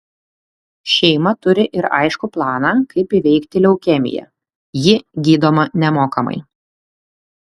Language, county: Lithuanian, Klaipėda